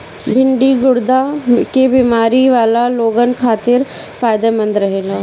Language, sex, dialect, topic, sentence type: Bhojpuri, female, Northern, agriculture, statement